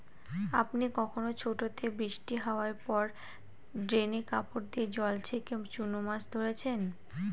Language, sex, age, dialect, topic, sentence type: Bengali, female, 18-24, Northern/Varendri, agriculture, statement